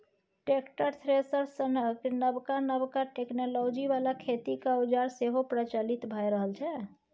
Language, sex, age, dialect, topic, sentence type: Maithili, female, 25-30, Bajjika, agriculture, statement